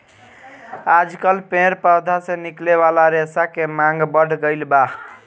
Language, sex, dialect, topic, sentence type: Bhojpuri, male, Southern / Standard, agriculture, statement